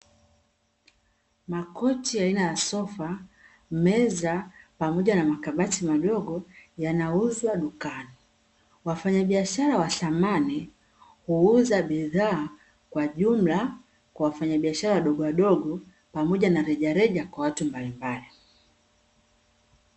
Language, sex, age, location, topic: Swahili, female, 25-35, Dar es Salaam, finance